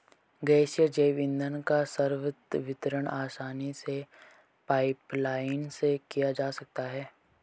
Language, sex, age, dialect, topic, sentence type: Hindi, male, 18-24, Marwari Dhudhari, agriculture, statement